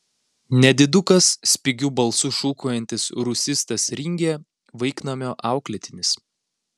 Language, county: Lithuanian, Alytus